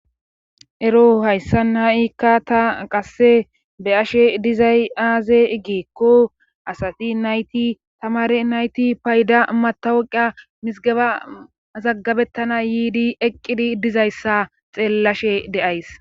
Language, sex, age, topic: Gamo, female, 25-35, government